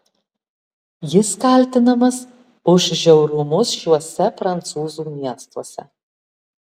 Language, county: Lithuanian, Alytus